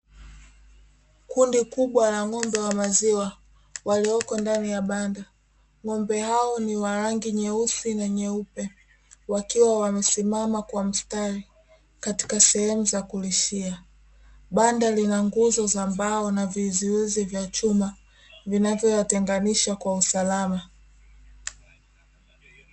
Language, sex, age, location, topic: Swahili, female, 18-24, Dar es Salaam, agriculture